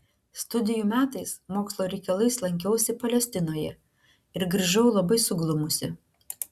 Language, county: Lithuanian, Klaipėda